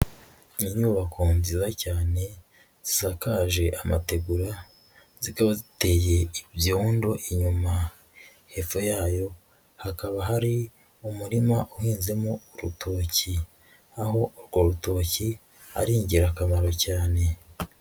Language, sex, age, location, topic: Kinyarwanda, male, 25-35, Huye, agriculture